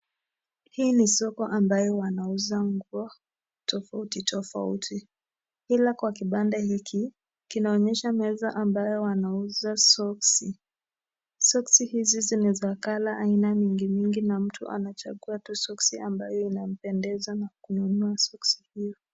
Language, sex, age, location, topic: Swahili, male, 18-24, Nakuru, finance